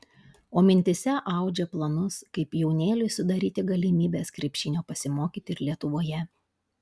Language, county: Lithuanian, Panevėžys